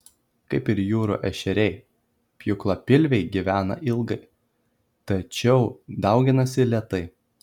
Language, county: Lithuanian, Kaunas